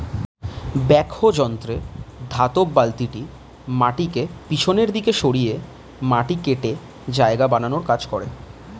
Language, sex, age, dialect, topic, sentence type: Bengali, male, 25-30, Standard Colloquial, agriculture, statement